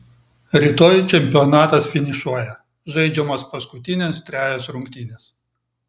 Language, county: Lithuanian, Klaipėda